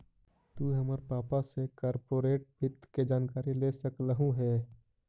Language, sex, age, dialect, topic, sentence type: Magahi, male, 25-30, Central/Standard, banking, statement